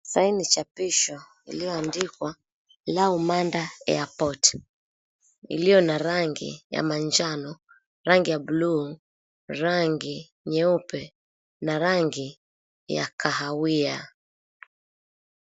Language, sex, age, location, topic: Swahili, female, 25-35, Mombasa, government